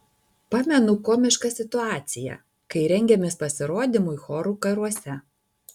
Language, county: Lithuanian, Alytus